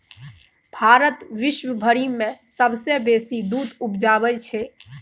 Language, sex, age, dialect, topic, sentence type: Maithili, female, 18-24, Bajjika, agriculture, statement